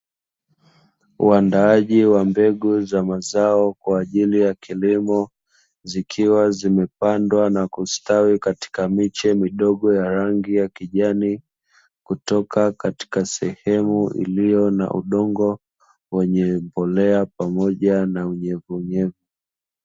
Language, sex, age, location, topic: Swahili, male, 25-35, Dar es Salaam, agriculture